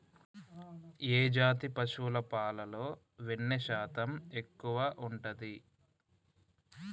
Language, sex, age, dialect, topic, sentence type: Telugu, male, 25-30, Telangana, agriculture, question